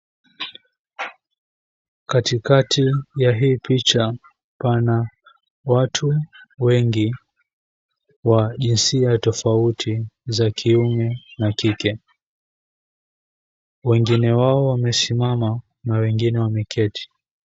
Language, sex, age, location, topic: Swahili, female, 18-24, Mombasa, government